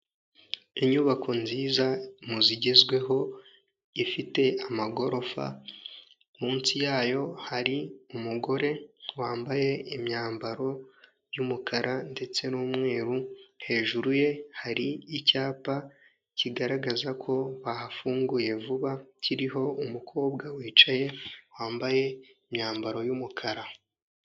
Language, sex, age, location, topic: Kinyarwanda, male, 25-35, Kigali, finance